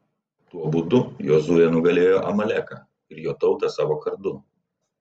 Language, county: Lithuanian, Vilnius